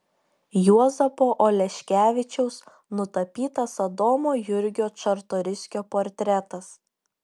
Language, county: Lithuanian, Šiauliai